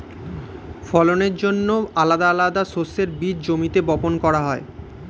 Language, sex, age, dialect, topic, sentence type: Bengali, male, 18-24, Standard Colloquial, agriculture, statement